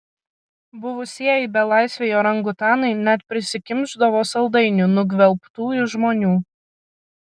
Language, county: Lithuanian, Kaunas